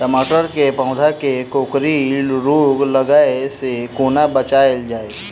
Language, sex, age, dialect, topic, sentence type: Maithili, male, 18-24, Southern/Standard, agriculture, question